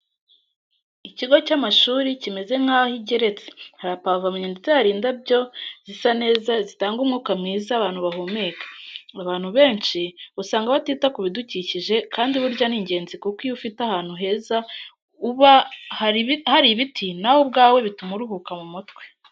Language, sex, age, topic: Kinyarwanda, female, 18-24, education